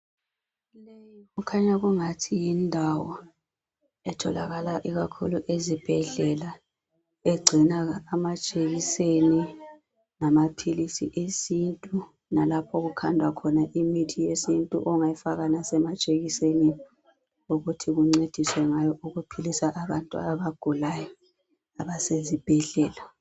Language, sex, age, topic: North Ndebele, female, 18-24, health